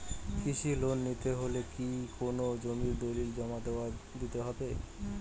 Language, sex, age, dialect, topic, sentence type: Bengali, male, 18-24, Rajbangshi, agriculture, question